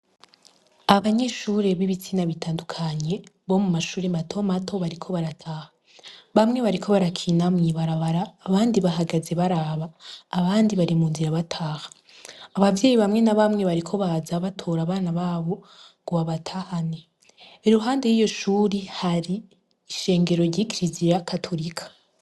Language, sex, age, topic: Rundi, female, 18-24, education